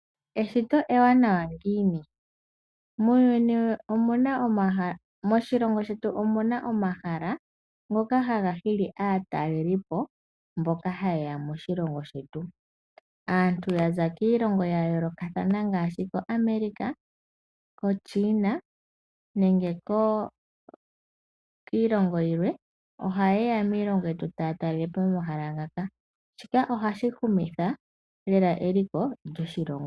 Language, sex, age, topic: Oshiwambo, female, 18-24, agriculture